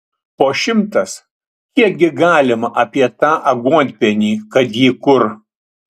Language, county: Lithuanian, Utena